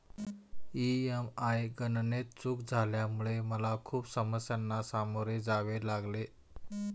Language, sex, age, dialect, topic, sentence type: Marathi, male, 41-45, Standard Marathi, banking, statement